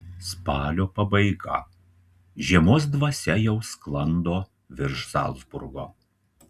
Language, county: Lithuanian, Telšiai